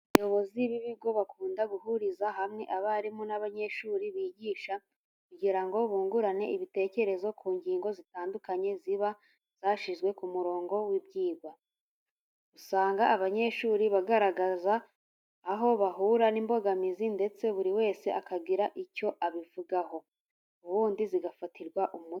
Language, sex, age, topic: Kinyarwanda, female, 18-24, education